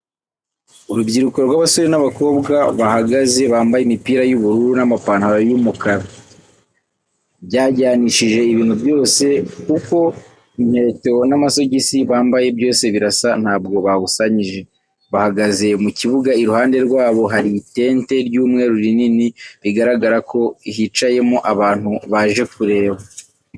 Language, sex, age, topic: Kinyarwanda, male, 18-24, education